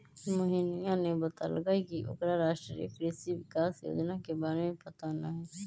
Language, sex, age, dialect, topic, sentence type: Magahi, female, 25-30, Western, agriculture, statement